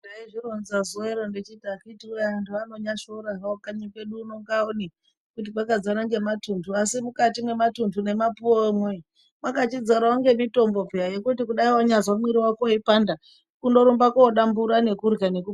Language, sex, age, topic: Ndau, male, 18-24, health